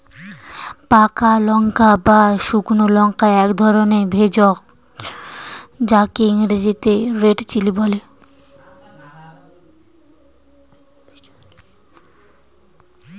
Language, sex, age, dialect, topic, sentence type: Bengali, male, 25-30, Standard Colloquial, agriculture, statement